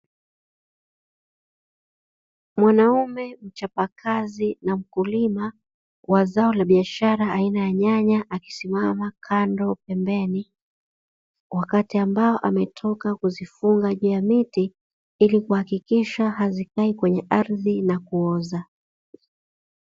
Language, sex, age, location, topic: Swahili, female, 36-49, Dar es Salaam, agriculture